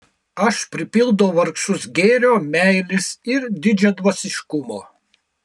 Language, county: Lithuanian, Kaunas